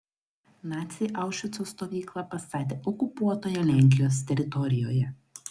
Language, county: Lithuanian, Klaipėda